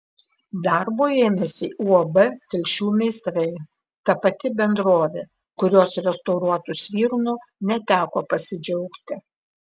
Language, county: Lithuanian, Klaipėda